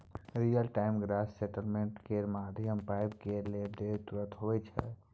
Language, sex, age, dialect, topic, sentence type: Maithili, male, 18-24, Bajjika, banking, statement